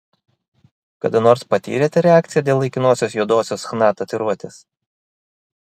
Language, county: Lithuanian, Vilnius